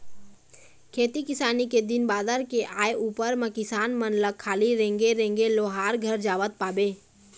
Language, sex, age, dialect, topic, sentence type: Chhattisgarhi, female, 18-24, Eastern, banking, statement